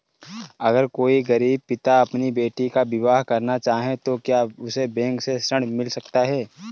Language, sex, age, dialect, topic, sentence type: Hindi, male, 18-24, Marwari Dhudhari, banking, question